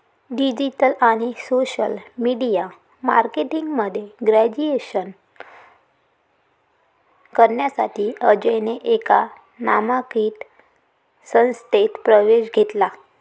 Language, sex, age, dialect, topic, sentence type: Marathi, female, 18-24, Varhadi, banking, statement